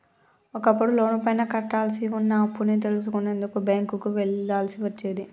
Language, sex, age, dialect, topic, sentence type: Telugu, female, 25-30, Telangana, banking, statement